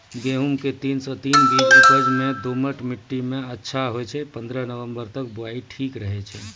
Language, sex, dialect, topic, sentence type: Maithili, male, Angika, agriculture, question